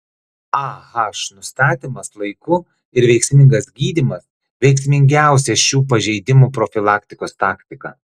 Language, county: Lithuanian, Klaipėda